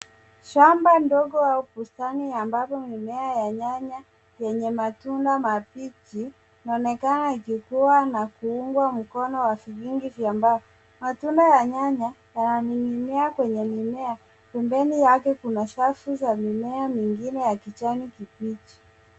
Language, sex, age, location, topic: Swahili, female, 25-35, Nairobi, health